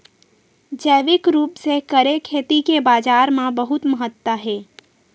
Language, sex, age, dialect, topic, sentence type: Chhattisgarhi, female, 18-24, Western/Budati/Khatahi, agriculture, statement